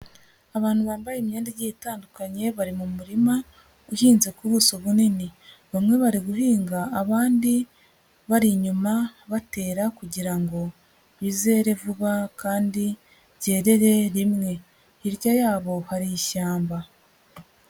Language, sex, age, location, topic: Kinyarwanda, female, 36-49, Huye, agriculture